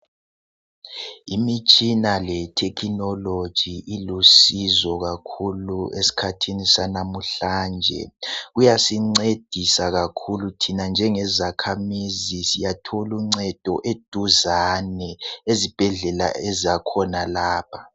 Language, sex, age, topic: North Ndebele, male, 18-24, health